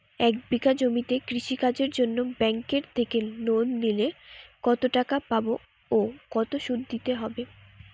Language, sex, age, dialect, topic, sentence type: Bengali, female, 18-24, Western, agriculture, question